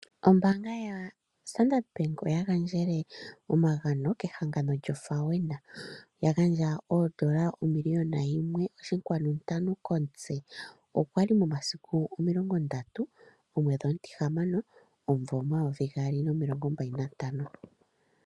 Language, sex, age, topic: Oshiwambo, male, 25-35, finance